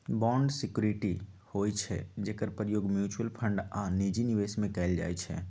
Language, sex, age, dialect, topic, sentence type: Magahi, male, 18-24, Western, banking, statement